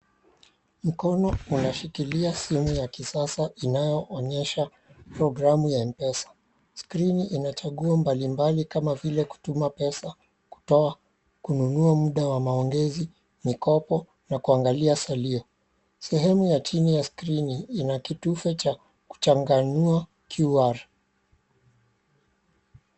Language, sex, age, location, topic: Swahili, male, 36-49, Mombasa, finance